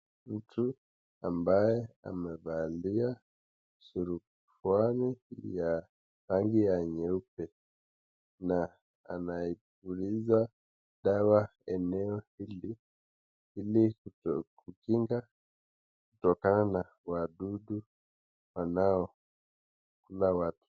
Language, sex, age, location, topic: Swahili, male, 18-24, Nakuru, health